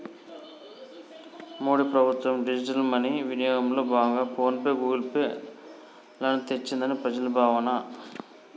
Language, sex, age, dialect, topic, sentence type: Telugu, male, 41-45, Telangana, banking, statement